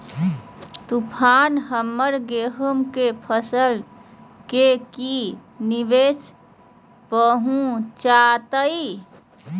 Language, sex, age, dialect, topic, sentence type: Magahi, female, 31-35, Southern, agriculture, question